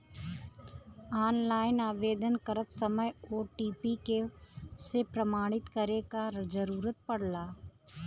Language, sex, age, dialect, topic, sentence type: Bhojpuri, female, 31-35, Western, banking, statement